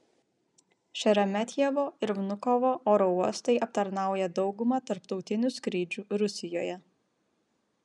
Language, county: Lithuanian, Vilnius